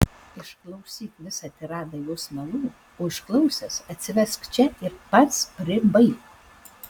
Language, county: Lithuanian, Alytus